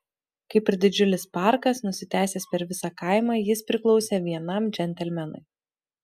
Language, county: Lithuanian, Utena